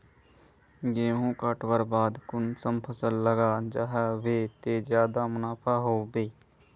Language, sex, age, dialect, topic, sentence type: Magahi, male, 18-24, Northeastern/Surjapuri, agriculture, question